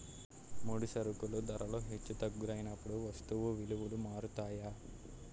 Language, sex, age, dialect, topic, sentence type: Telugu, male, 18-24, Utterandhra, banking, statement